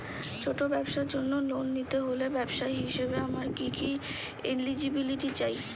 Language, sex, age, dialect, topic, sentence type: Bengali, female, 25-30, Northern/Varendri, banking, question